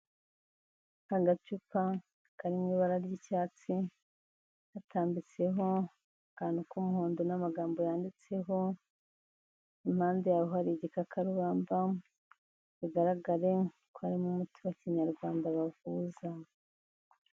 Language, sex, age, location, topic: Kinyarwanda, female, 50+, Kigali, health